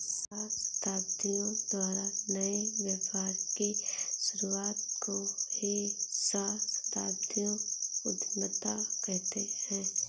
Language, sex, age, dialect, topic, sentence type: Hindi, female, 46-50, Awadhi Bundeli, banking, statement